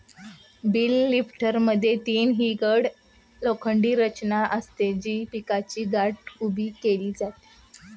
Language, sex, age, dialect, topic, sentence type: Marathi, female, 36-40, Standard Marathi, agriculture, statement